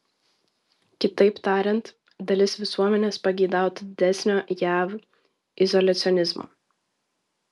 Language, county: Lithuanian, Vilnius